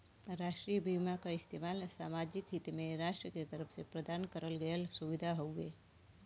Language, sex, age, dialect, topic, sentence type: Bhojpuri, female, 36-40, Western, banking, statement